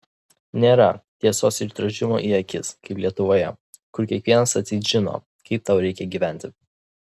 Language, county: Lithuanian, Vilnius